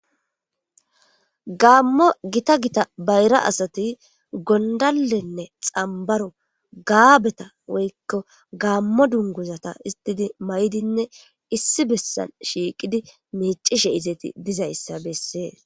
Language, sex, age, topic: Gamo, female, 18-24, government